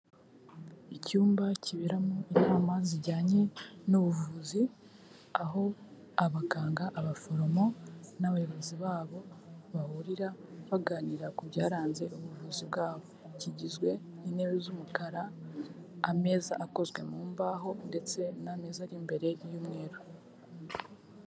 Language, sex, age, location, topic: Kinyarwanda, female, 18-24, Kigali, health